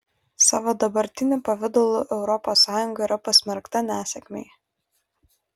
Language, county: Lithuanian, Vilnius